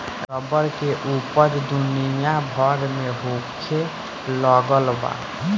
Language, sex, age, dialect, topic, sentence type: Bhojpuri, male, 18-24, Southern / Standard, agriculture, statement